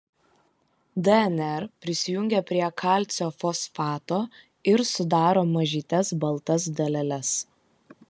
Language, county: Lithuanian, Kaunas